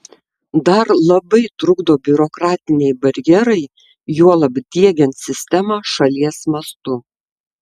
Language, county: Lithuanian, Tauragė